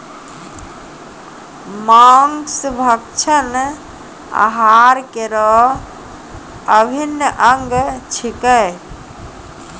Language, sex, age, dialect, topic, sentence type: Maithili, female, 41-45, Angika, agriculture, statement